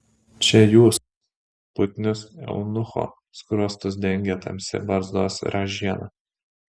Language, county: Lithuanian, Šiauliai